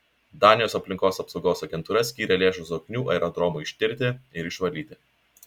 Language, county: Lithuanian, Šiauliai